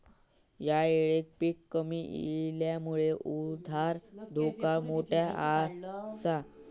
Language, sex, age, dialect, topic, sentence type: Marathi, male, 18-24, Southern Konkan, banking, statement